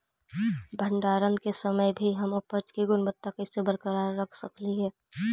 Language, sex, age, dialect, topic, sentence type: Magahi, female, 18-24, Central/Standard, agriculture, question